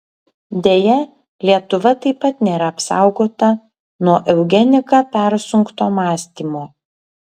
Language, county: Lithuanian, Kaunas